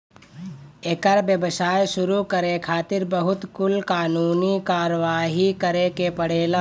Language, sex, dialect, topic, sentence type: Bhojpuri, male, Northern, agriculture, statement